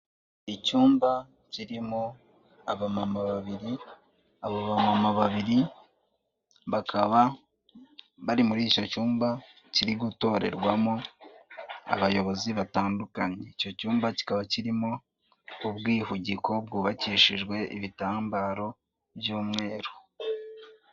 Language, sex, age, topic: Kinyarwanda, male, 18-24, government